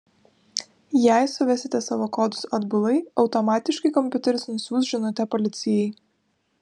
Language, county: Lithuanian, Vilnius